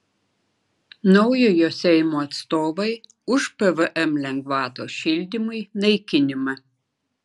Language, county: Lithuanian, Klaipėda